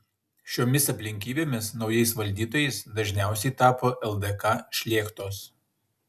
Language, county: Lithuanian, Šiauliai